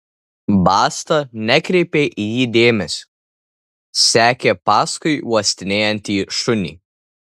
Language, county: Lithuanian, Tauragė